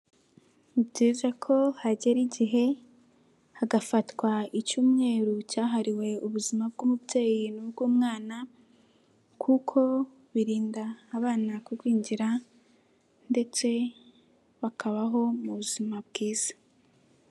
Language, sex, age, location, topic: Kinyarwanda, female, 18-24, Nyagatare, health